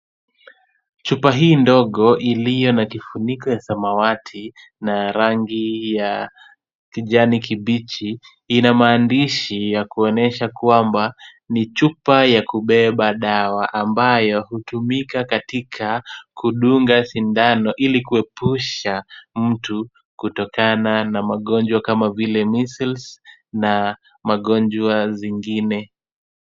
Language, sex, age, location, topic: Swahili, male, 25-35, Kisumu, health